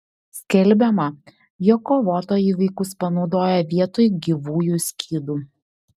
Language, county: Lithuanian, Šiauliai